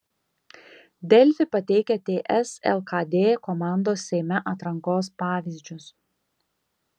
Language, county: Lithuanian, Kaunas